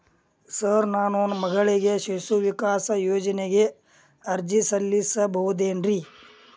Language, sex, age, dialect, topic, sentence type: Kannada, male, 46-50, Dharwad Kannada, banking, question